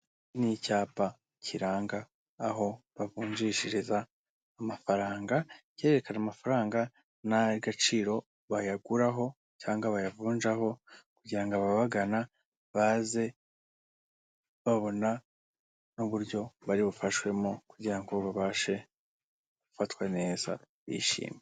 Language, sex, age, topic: Kinyarwanda, male, 25-35, finance